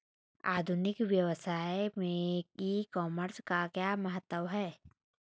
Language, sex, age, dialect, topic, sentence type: Hindi, female, 18-24, Hindustani Malvi Khadi Boli, agriculture, question